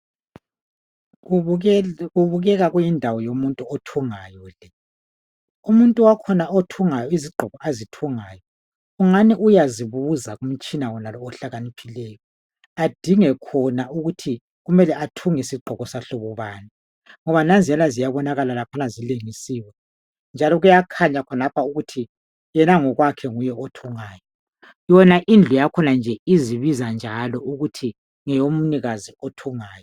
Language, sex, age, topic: North Ndebele, female, 50+, education